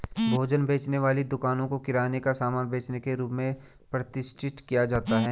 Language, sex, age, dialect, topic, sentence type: Hindi, male, 25-30, Garhwali, agriculture, statement